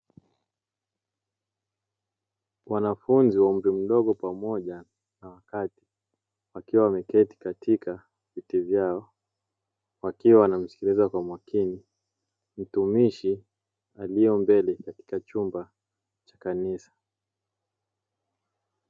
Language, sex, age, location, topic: Swahili, male, 18-24, Dar es Salaam, education